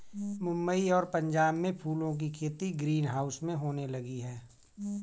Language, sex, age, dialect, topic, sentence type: Hindi, male, 41-45, Kanauji Braj Bhasha, agriculture, statement